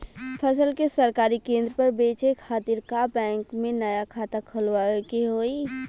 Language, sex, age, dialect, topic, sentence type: Bhojpuri, female, 25-30, Western, banking, question